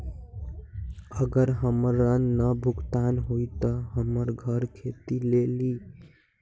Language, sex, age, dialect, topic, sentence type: Magahi, male, 18-24, Western, banking, question